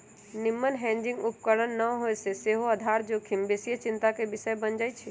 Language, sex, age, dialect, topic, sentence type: Magahi, female, 18-24, Western, banking, statement